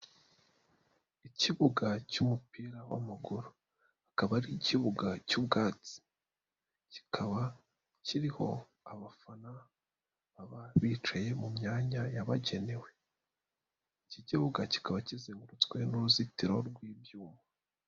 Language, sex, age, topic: Kinyarwanda, male, 25-35, government